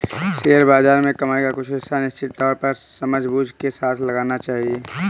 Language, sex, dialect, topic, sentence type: Hindi, male, Kanauji Braj Bhasha, banking, statement